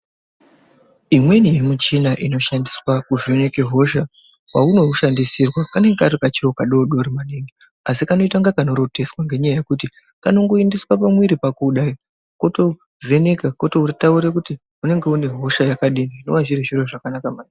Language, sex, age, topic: Ndau, male, 25-35, health